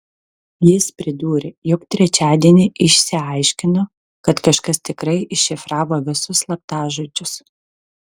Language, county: Lithuanian, Telšiai